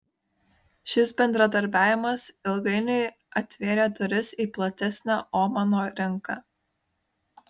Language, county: Lithuanian, Kaunas